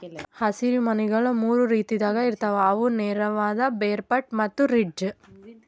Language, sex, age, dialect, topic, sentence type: Kannada, female, 18-24, Northeastern, agriculture, statement